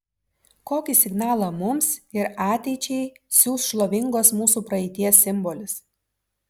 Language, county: Lithuanian, Vilnius